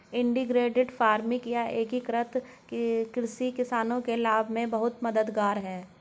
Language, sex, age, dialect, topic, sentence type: Hindi, male, 56-60, Hindustani Malvi Khadi Boli, agriculture, statement